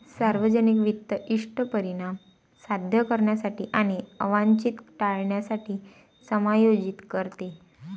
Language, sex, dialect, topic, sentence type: Marathi, female, Varhadi, banking, statement